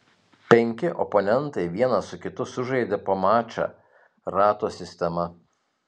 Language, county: Lithuanian, Telšiai